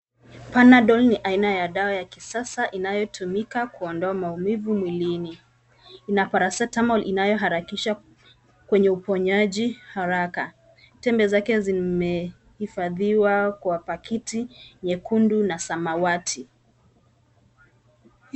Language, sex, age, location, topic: Swahili, female, 25-35, Nairobi, health